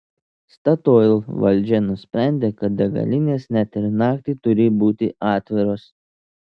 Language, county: Lithuanian, Telšiai